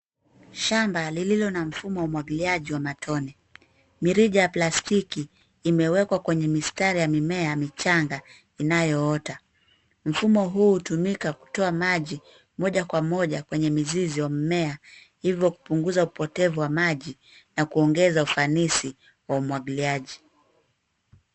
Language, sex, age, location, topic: Swahili, female, 18-24, Nairobi, agriculture